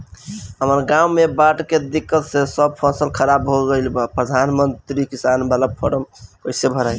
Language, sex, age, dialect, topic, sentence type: Bhojpuri, male, 18-24, Northern, banking, question